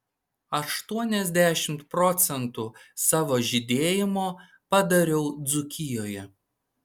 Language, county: Lithuanian, Šiauliai